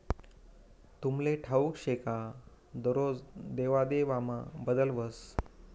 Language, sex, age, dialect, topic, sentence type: Marathi, female, 25-30, Northern Konkan, banking, statement